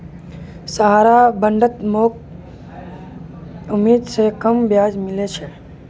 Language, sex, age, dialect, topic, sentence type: Magahi, male, 18-24, Northeastern/Surjapuri, banking, statement